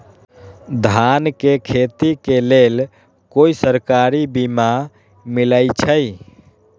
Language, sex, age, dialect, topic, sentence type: Magahi, male, 18-24, Western, agriculture, question